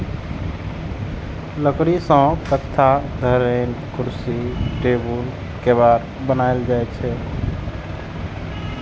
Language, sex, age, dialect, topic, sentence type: Maithili, male, 31-35, Eastern / Thethi, agriculture, statement